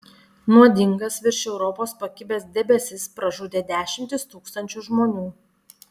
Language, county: Lithuanian, Panevėžys